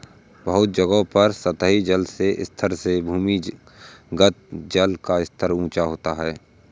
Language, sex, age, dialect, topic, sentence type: Hindi, male, 18-24, Awadhi Bundeli, agriculture, statement